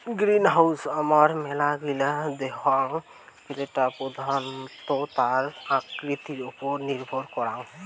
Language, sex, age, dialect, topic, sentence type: Bengali, male, 18-24, Rajbangshi, agriculture, statement